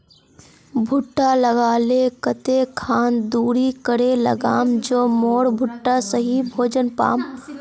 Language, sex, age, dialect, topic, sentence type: Magahi, female, 51-55, Northeastern/Surjapuri, agriculture, question